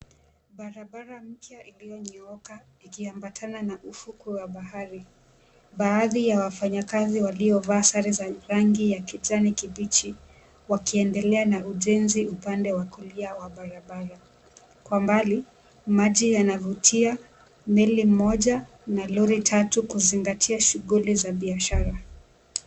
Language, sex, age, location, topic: Swahili, female, 25-35, Mombasa, government